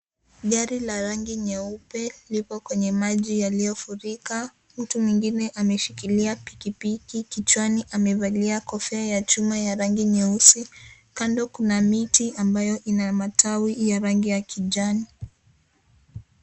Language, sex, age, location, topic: Swahili, female, 18-24, Kisii, health